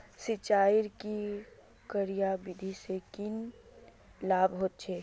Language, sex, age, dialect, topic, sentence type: Magahi, female, 31-35, Northeastern/Surjapuri, agriculture, question